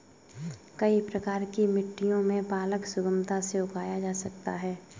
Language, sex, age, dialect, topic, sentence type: Hindi, female, 18-24, Kanauji Braj Bhasha, agriculture, statement